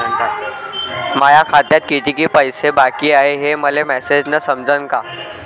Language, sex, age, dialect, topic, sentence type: Marathi, male, 25-30, Varhadi, banking, question